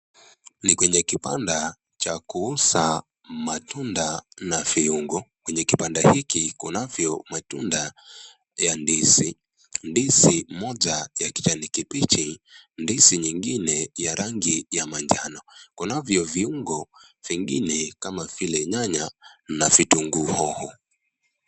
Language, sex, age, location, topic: Swahili, male, 25-35, Nakuru, finance